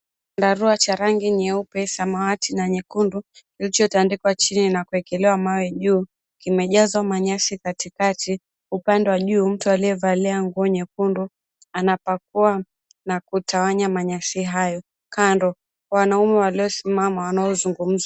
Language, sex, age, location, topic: Swahili, female, 18-24, Mombasa, agriculture